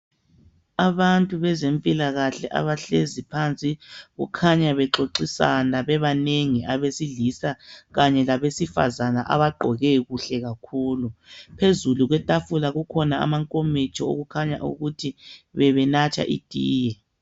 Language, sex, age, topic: North Ndebele, male, 36-49, health